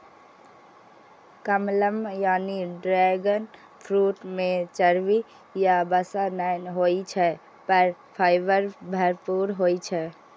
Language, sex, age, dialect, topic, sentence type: Maithili, female, 18-24, Eastern / Thethi, agriculture, statement